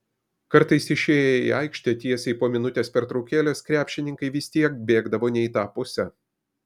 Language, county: Lithuanian, Kaunas